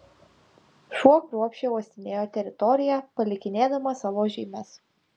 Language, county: Lithuanian, Utena